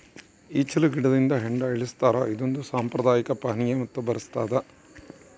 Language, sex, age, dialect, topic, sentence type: Kannada, male, 56-60, Central, agriculture, statement